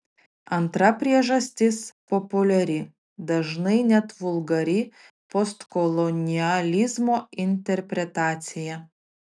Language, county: Lithuanian, Vilnius